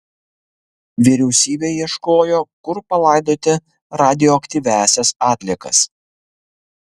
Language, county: Lithuanian, Kaunas